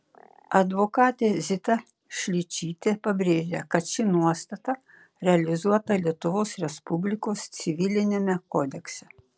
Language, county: Lithuanian, Šiauliai